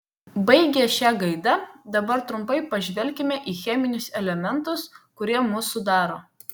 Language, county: Lithuanian, Vilnius